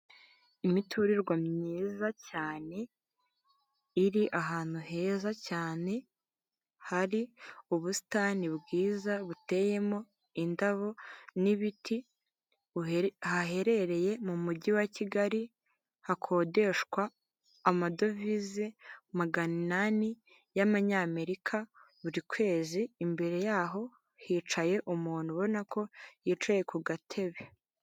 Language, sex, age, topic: Kinyarwanda, female, 18-24, finance